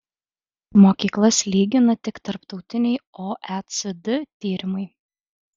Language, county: Lithuanian, Alytus